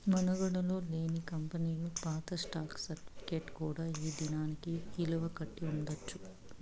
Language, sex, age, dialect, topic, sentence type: Telugu, female, 25-30, Southern, banking, statement